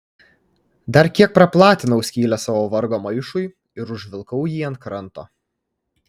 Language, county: Lithuanian, Kaunas